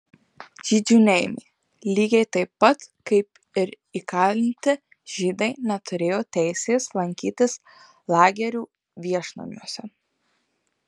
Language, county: Lithuanian, Marijampolė